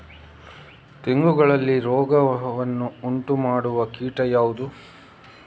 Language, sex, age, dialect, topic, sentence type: Kannada, male, 25-30, Coastal/Dakshin, agriculture, question